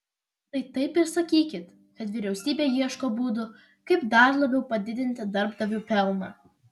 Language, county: Lithuanian, Vilnius